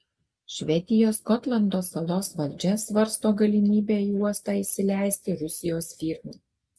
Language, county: Lithuanian, Alytus